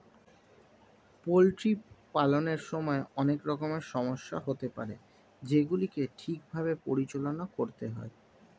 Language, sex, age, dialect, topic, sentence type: Bengali, male, 25-30, Standard Colloquial, agriculture, statement